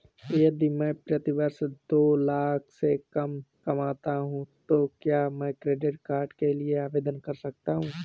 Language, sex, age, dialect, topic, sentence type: Hindi, male, 18-24, Awadhi Bundeli, banking, question